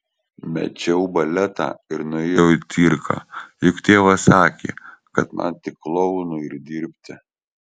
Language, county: Lithuanian, Kaunas